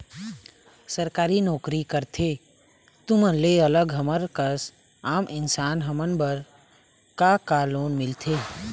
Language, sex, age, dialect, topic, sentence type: Chhattisgarhi, male, 18-24, Eastern, banking, question